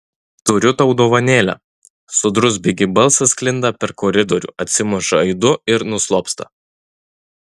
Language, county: Lithuanian, Utena